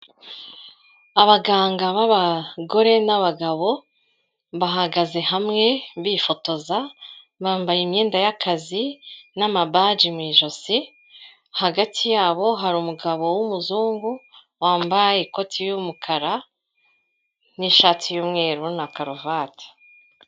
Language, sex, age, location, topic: Kinyarwanda, female, 36-49, Kigali, health